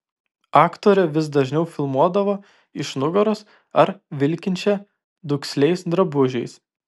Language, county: Lithuanian, Vilnius